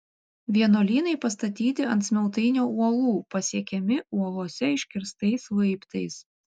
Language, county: Lithuanian, Vilnius